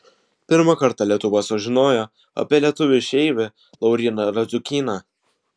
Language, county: Lithuanian, Vilnius